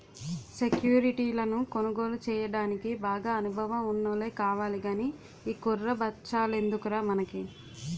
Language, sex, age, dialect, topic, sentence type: Telugu, female, 18-24, Utterandhra, banking, statement